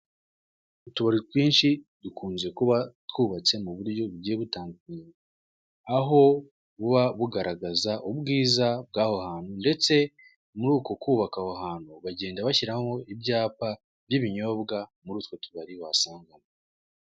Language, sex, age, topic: Kinyarwanda, male, 18-24, finance